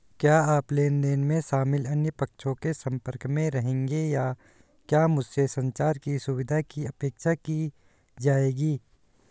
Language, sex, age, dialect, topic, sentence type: Hindi, male, 18-24, Hindustani Malvi Khadi Boli, banking, question